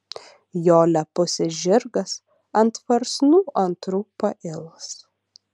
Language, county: Lithuanian, Utena